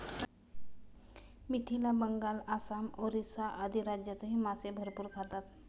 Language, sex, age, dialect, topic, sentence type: Marathi, female, 25-30, Standard Marathi, agriculture, statement